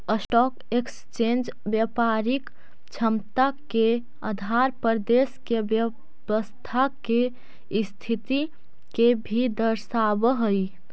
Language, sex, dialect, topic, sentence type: Magahi, female, Central/Standard, banking, statement